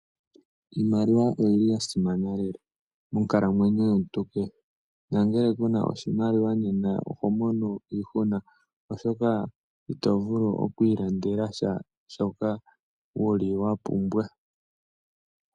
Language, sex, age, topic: Oshiwambo, male, 25-35, finance